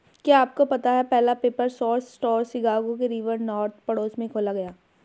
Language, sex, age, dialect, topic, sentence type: Hindi, female, 18-24, Hindustani Malvi Khadi Boli, agriculture, statement